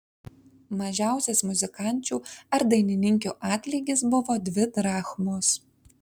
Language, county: Lithuanian, Kaunas